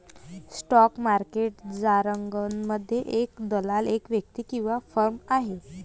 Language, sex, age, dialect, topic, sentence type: Marathi, female, 25-30, Varhadi, banking, statement